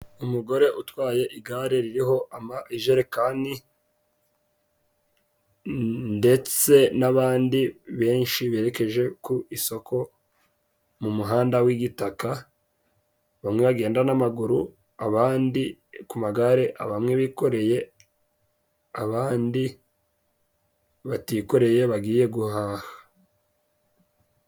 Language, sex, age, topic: Kinyarwanda, male, 18-24, government